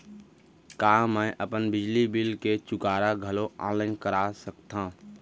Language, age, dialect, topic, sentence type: Chhattisgarhi, 18-24, Central, banking, question